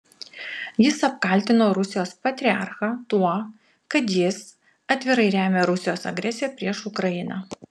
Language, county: Lithuanian, Klaipėda